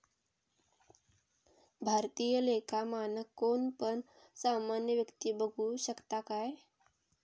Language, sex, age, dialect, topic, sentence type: Marathi, female, 25-30, Southern Konkan, banking, statement